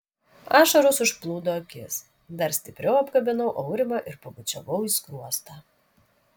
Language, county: Lithuanian, Vilnius